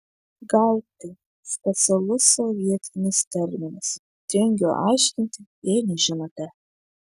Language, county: Lithuanian, Šiauliai